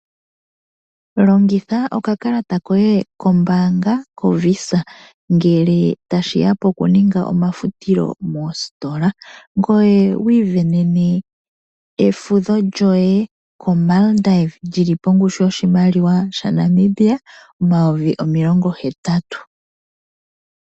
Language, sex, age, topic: Oshiwambo, female, 25-35, finance